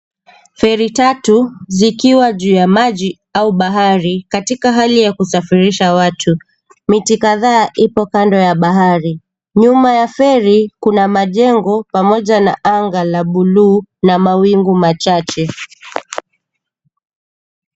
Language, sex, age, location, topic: Swahili, female, 25-35, Mombasa, government